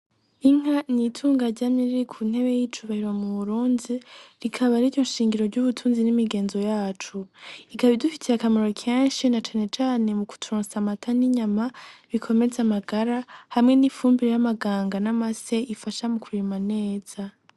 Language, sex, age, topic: Rundi, female, 18-24, agriculture